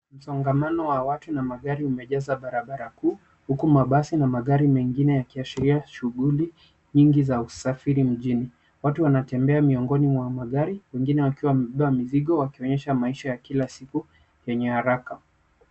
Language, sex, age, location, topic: Swahili, male, 25-35, Nairobi, government